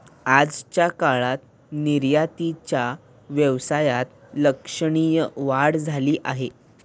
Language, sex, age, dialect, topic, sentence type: Marathi, male, 18-24, Standard Marathi, banking, statement